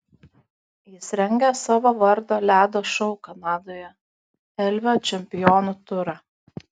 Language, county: Lithuanian, Kaunas